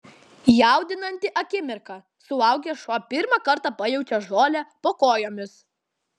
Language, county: Lithuanian, Klaipėda